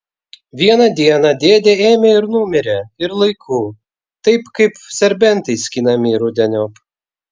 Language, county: Lithuanian, Vilnius